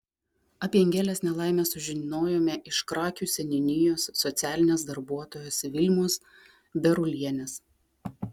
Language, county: Lithuanian, Klaipėda